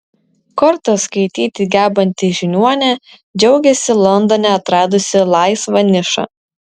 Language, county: Lithuanian, Vilnius